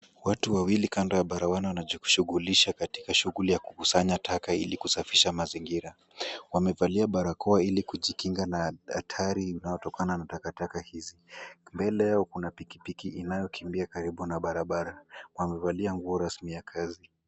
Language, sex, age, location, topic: Swahili, male, 18-24, Kisumu, health